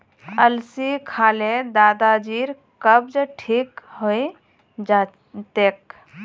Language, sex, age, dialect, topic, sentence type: Magahi, female, 18-24, Northeastern/Surjapuri, agriculture, statement